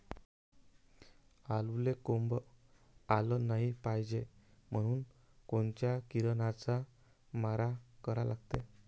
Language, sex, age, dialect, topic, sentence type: Marathi, male, 31-35, Varhadi, agriculture, question